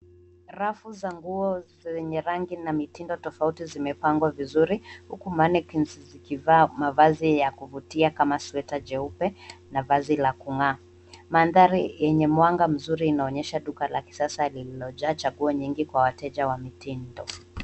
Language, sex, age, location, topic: Swahili, female, 18-24, Nairobi, finance